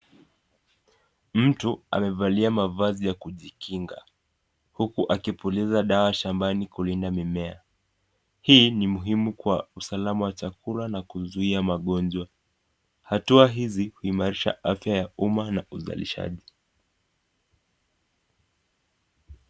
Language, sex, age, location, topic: Swahili, male, 18-24, Nakuru, health